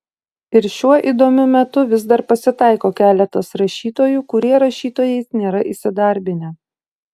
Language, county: Lithuanian, Utena